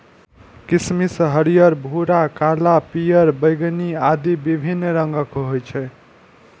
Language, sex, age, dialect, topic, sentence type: Maithili, male, 18-24, Eastern / Thethi, agriculture, statement